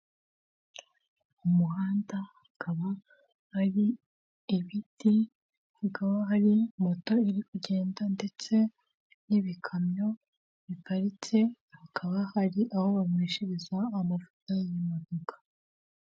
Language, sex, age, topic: Kinyarwanda, female, 18-24, government